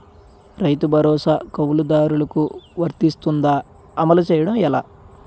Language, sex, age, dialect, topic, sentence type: Telugu, male, 25-30, Utterandhra, agriculture, question